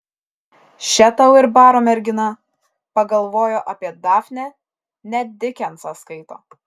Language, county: Lithuanian, Šiauliai